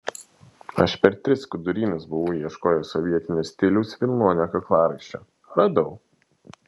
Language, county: Lithuanian, Šiauliai